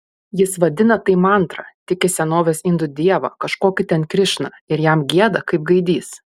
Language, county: Lithuanian, Panevėžys